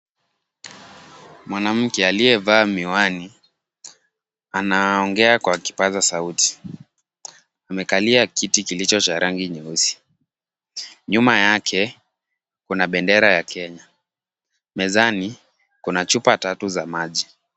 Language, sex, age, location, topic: Swahili, male, 25-35, Kisumu, government